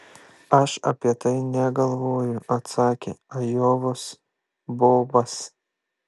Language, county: Lithuanian, Kaunas